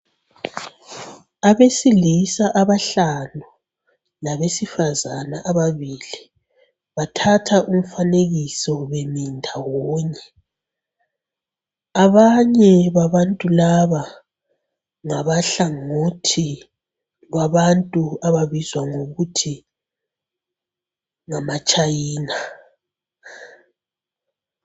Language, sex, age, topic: North Ndebele, female, 25-35, health